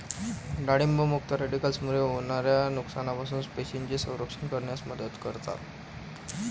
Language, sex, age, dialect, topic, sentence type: Marathi, male, 18-24, Varhadi, agriculture, statement